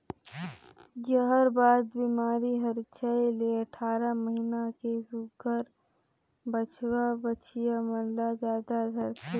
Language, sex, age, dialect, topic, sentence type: Chhattisgarhi, female, 25-30, Northern/Bhandar, agriculture, statement